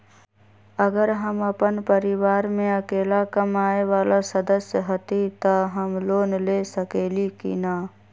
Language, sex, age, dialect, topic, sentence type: Magahi, female, 31-35, Western, banking, question